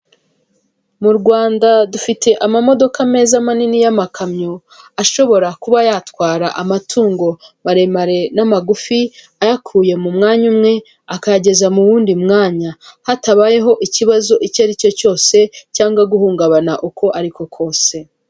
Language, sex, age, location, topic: Kinyarwanda, female, 25-35, Kigali, government